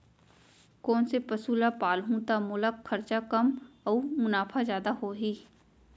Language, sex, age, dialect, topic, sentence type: Chhattisgarhi, female, 18-24, Central, agriculture, question